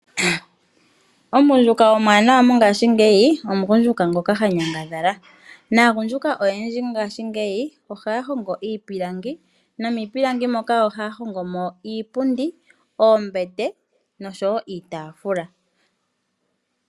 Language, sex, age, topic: Oshiwambo, female, 25-35, finance